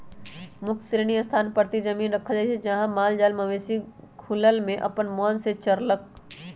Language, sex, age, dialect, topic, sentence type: Magahi, male, 18-24, Western, agriculture, statement